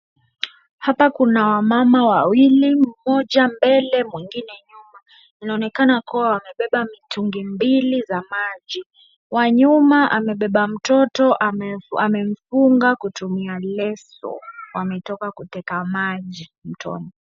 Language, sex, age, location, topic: Swahili, male, 18-24, Wajir, health